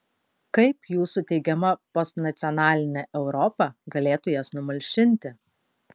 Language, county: Lithuanian, Kaunas